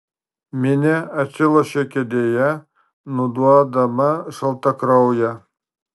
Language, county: Lithuanian, Marijampolė